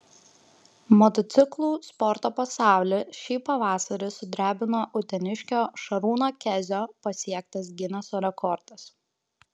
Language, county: Lithuanian, Kaunas